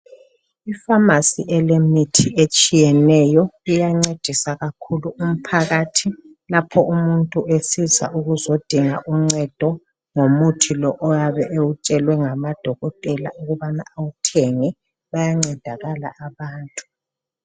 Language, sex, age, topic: North Ndebele, male, 50+, health